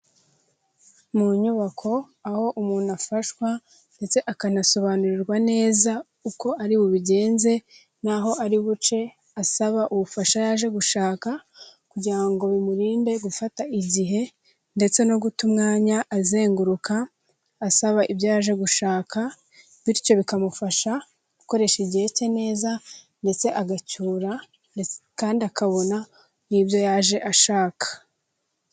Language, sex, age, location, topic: Kinyarwanda, female, 18-24, Kigali, health